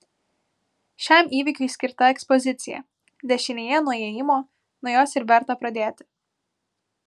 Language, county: Lithuanian, Vilnius